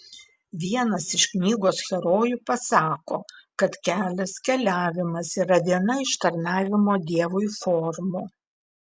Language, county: Lithuanian, Klaipėda